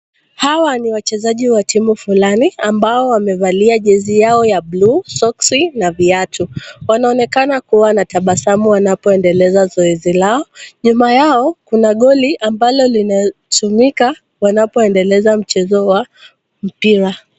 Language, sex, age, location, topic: Swahili, female, 18-24, Kisumu, government